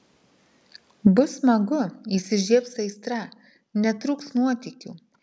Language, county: Lithuanian, Marijampolė